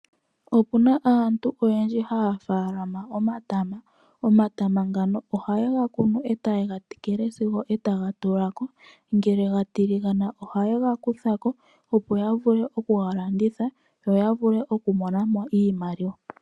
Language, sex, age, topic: Oshiwambo, female, 18-24, agriculture